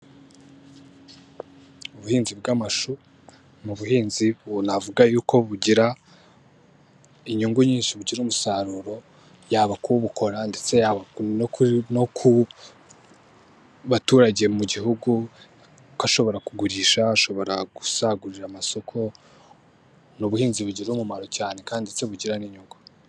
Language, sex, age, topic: Kinyarwanda, male, 18-24, agriculture